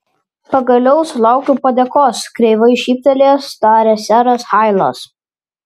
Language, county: Lithuanian, Vilnius